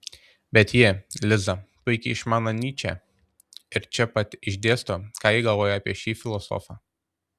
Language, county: Lithuanian, Tauragė